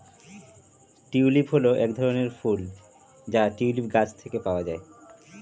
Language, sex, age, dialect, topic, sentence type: Bengali, male, 31-35, Standard Colloquial, agriculture, statement